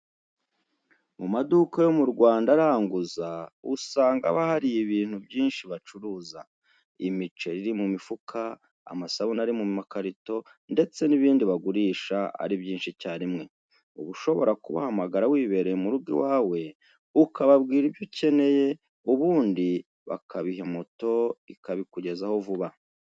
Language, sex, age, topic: Kinyarwanda, male, 36-49, education